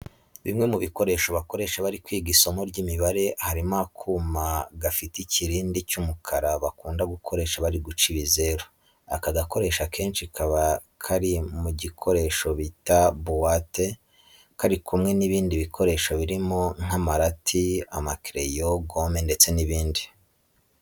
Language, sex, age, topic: Kinyarwanda, male, 25-35, education